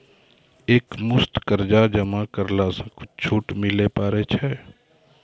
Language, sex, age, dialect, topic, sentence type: Maithili, male, 36-40, Angika, banking, question